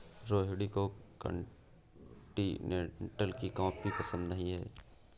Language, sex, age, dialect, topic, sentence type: Hindi, male, 18-24, Awadhi Bundeli, agriculture, statement